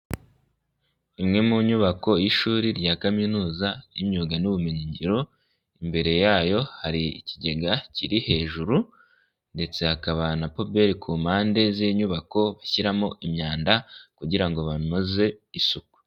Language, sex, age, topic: Kinyarwanda, male, 25-35, education